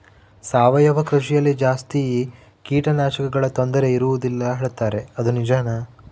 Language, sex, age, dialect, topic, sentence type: Kannada, male, 25-30, Central, agriculture, question